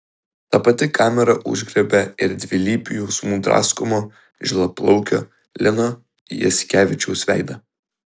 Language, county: Lithuanian, Vilnius